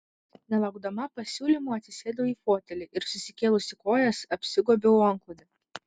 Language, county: Lithuanian, Vilnius